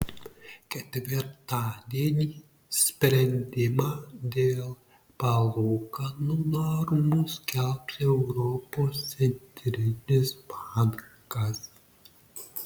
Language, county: Lithuanian, Marijampolė